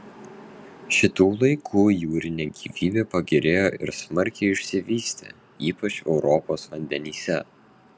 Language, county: Lithuanian, Vilnius